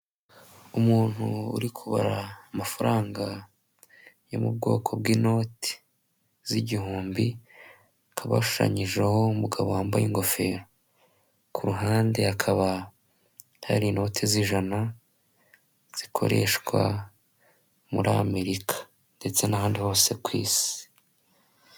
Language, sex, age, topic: Kinyarwanda, male, 18-24, finance